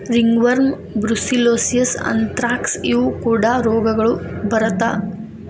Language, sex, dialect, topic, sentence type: Kannada, female, Dharwad Kannada, agriculture, statement